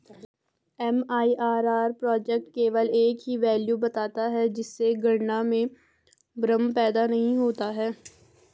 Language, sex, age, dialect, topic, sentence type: Hindi, female, 25-30, Garhwali, banking, statement